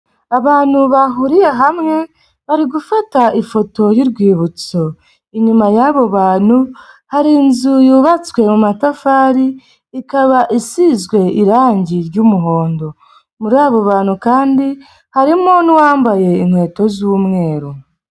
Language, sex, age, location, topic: Kinyarwanda, female, 25-35, Kigali, health